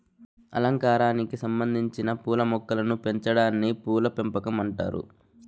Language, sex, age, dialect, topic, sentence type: Telugu, male, 25-30, Southern, agriculture, statement